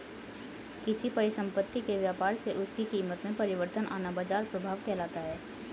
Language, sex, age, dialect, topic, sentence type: Hindi, female, 18-24, Hindustani Malvi Khadi Boli, banking, statement